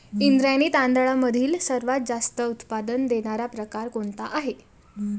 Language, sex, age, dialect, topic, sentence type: Marathi, female, 18-24, Standard Marathi, agriculture, question